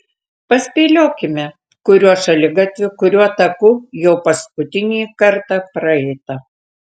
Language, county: Lithuanian, Tauragė